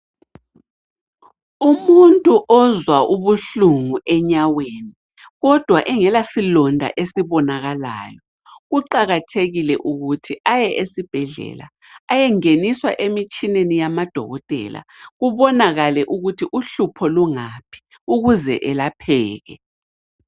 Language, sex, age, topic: North Ndebele, female, 36-49, health